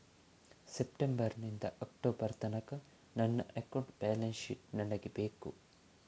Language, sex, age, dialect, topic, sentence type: Kannada, male, 18-24, Coastal/Dakshin, banking, question